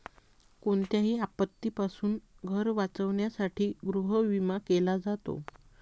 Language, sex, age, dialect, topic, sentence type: Marathi, female, 41-45, Varhadi, banking, statement